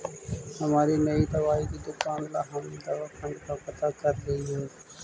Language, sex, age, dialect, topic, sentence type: Magahi, male, 18-24, Central/Standard, agriculture, statement